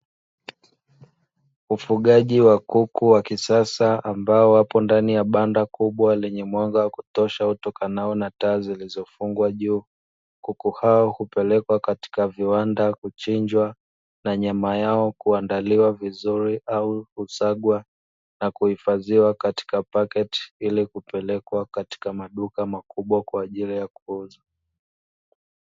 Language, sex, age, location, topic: Swahili, male, 25-35, Dar es Salaam, agriculture